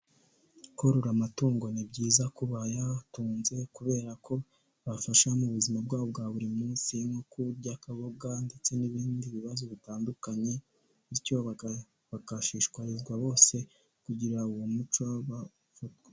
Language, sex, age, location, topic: Kinyarwanda, male, 18-24, Kigali, finance